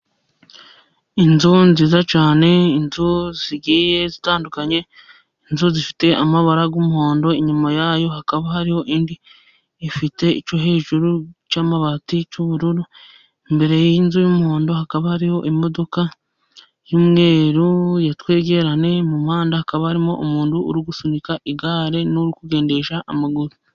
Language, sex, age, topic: Kinyarwanda, female, 25-35, government